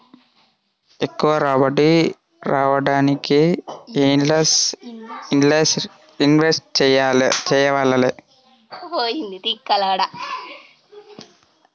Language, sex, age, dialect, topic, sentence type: Telugu, male, 18-24, Telangana, banking, question